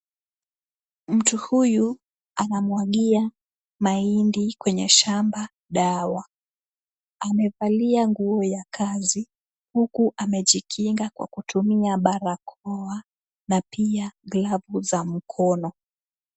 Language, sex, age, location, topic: Swahili, female, 18-24, Kisumu, health